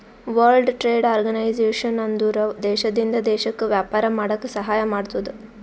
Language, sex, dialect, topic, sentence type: Kannada, female, Northeastern, banking, statement